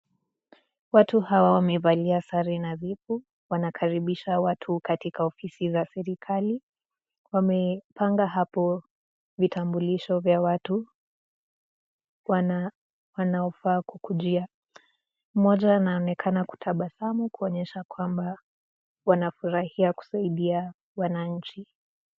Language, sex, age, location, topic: Swahili, female, 18-24, Nakuru, government